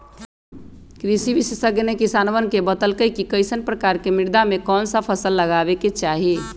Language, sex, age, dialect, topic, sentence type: Magahi, male, 18-24, Western, agriculture, statement